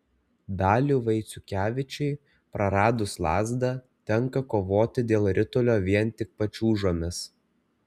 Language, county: Lithuanian, Kaunas